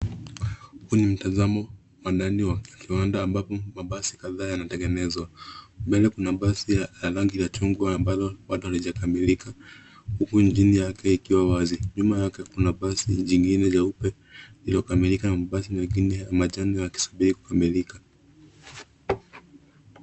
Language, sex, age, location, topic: Swahili, male, 25-35, Nairobi, finance